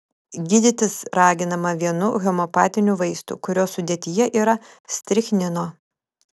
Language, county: Lithuanian, Vilnius